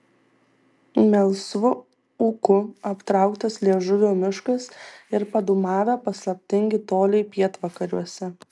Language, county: Lithuanian, Tauragė